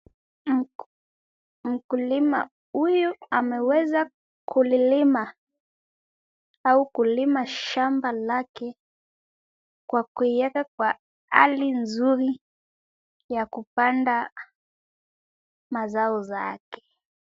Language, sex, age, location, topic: Swahili, female, 18-24, Kisumu, agriculture